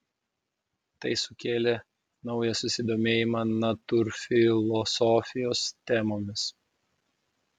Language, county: Lithuanian, Vilnius